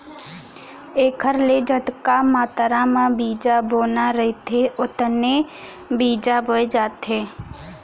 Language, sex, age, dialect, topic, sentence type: Chhattisgarhi, female, 36-40, Central, agriculture, statement